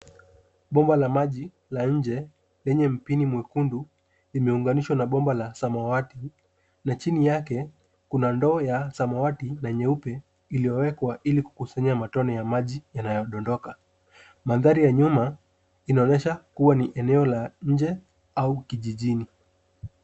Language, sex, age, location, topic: Swahili, male, 18-24, Nairobi, health